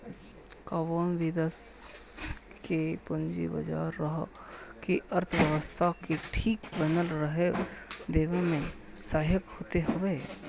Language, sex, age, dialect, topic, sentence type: Bhojpuri, male, 25-30, Northern, banking, statement